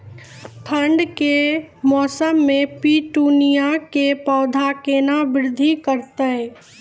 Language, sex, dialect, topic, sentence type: Maithili, female, Angika, agriculture, question